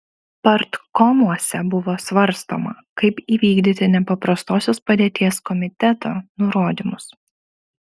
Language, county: Lithuanian, Panevėžys